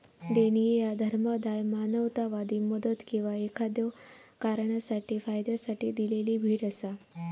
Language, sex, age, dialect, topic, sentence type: Marathi, female, 18-24, Southern Konkan, banking, statement